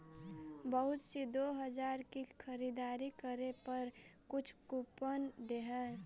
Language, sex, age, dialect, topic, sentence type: Magahi, female, 18-24, Central/Standard, agriculture, statement